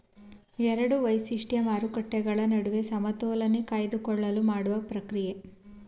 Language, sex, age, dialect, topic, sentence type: Kannada, female, 18-24, Mysore Kannada, banking, statement